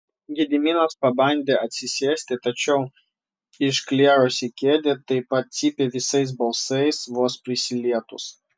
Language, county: Lithuanian, Vilnius